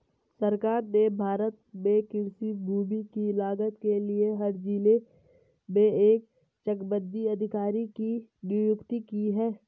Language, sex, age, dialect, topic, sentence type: Hindi, male, 18-24, Marwari Dhudhari, agriculture, statement